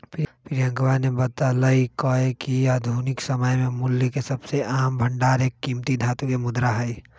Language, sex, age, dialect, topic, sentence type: Magahi, male, 25-30, Western, banking, statement